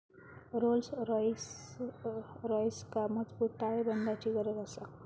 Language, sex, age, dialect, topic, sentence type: Marathi, female, 36-40, Southern Konkan, banking, statement